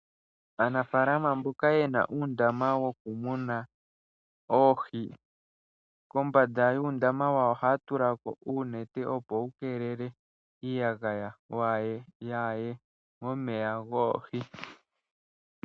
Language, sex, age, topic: Oshiwambo, male, 18-24, agriculture